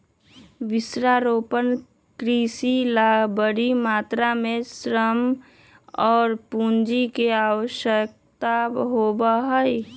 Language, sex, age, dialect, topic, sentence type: Magahi, female, 18-24, Western, agriculture, statement